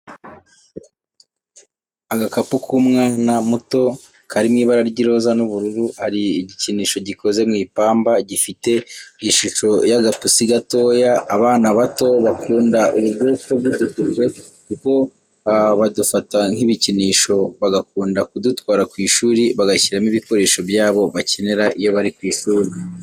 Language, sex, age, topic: Kinyarwanda, male, 18-24, education